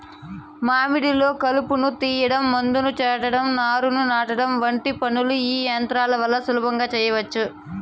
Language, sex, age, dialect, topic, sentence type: Telugu, female, 25-30, Southern, agriculture, statement